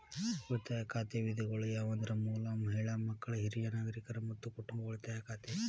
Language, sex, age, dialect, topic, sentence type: Kannada, male, 18-24, Dharwad Kannada, banking, statement